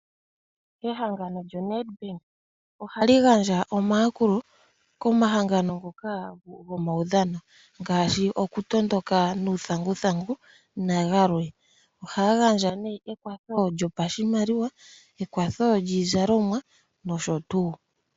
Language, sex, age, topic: Oshiwambo, male, 18-24, finance